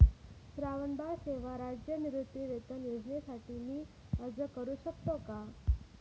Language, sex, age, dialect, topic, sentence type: Marathi, female, 41-45, Standard Marathi, banking, question